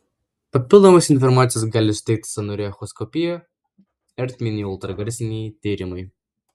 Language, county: Lithuanian, Vilnius